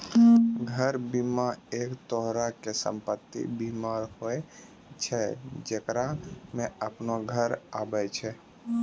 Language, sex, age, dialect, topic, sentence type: Maithili, male, 18-24, Angika, banking, statement